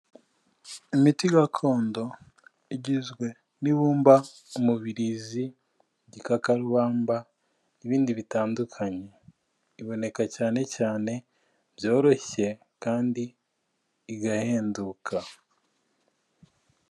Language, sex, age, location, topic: Kinyarwanda, male, 25-35, Kigali, health